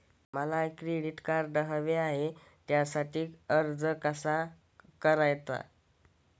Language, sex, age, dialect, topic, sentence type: Marathi, male, <18, Standard Marathi, banking, question